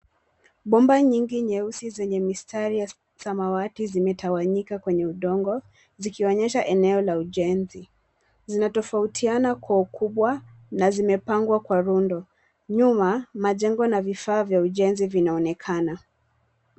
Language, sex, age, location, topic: Swahili, female, 25-35, Nairobi, government